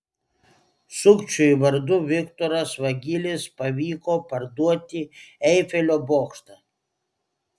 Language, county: Lithuanian, Klaipėda